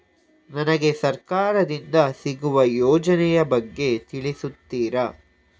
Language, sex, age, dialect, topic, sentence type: Kannada, male, 18-24, Coastal/Dakshin, banking, question